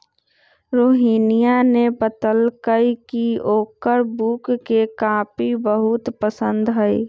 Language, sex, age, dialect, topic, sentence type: Magahi, male, 25-30, Western, agriculture, statement